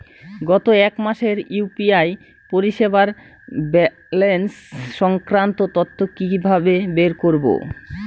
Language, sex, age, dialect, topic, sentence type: Bengali, male, 25-30, Rajbangshi, banking, question